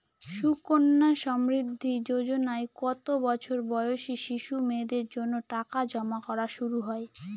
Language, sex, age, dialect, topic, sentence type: Bengali, female, 18-24, Northern/Varendri, banking, question